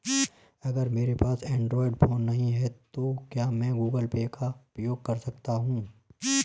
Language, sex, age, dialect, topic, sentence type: Hindi, male, 31-35, Marwari Dhudhari, banking, question